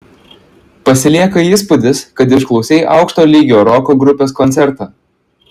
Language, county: Lithuanian, Klaipėda